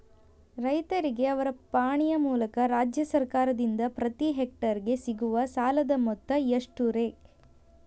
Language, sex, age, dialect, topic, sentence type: Kannada, female, 25-30, Dharwad Kannada, agriculture, question